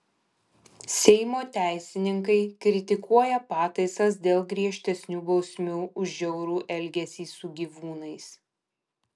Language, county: Lithuanian, Kaunas